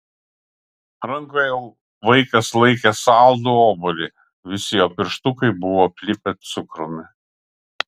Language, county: Lithuanian, Kaunas